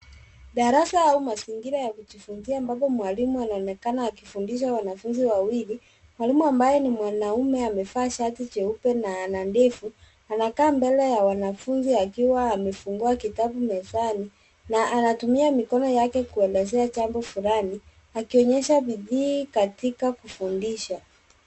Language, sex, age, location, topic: Swahili, female, 36-49, Nairobi, education